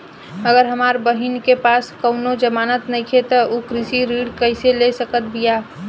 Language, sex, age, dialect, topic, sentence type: Bhojpuri, female, 25-30, Southern / Standard, agriculture, statement